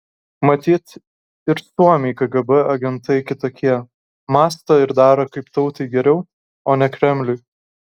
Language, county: Lithuanian, Kaunas